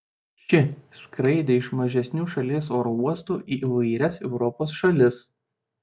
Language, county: Lithuanian, Šiauliai